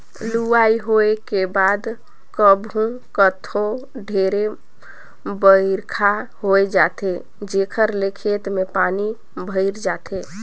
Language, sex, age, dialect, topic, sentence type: Chhattisgarhi, female, 25-30, Northern/Bhandar, agriculture, statement